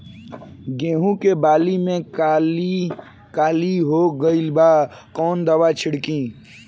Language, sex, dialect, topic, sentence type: Bhojpuri, male, Southern / Standard, agriculture, question